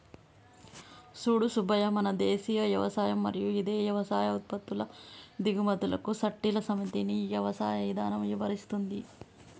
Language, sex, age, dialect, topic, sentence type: Telugu, female, 18-24, Telangana, agriculture, statement